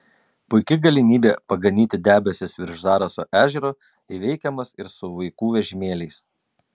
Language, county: Lithuanian, Kaunas